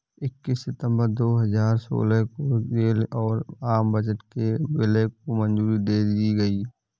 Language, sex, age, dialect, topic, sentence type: Hindi, male, 25-30, Awadhi Bundeli, banking, statement